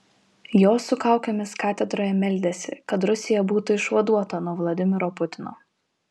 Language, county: Lithuanian, Vilnius